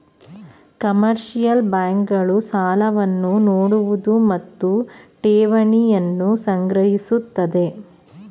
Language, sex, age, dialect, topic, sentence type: Kannada, female, 25-30, Mysore Kannada, banking, statement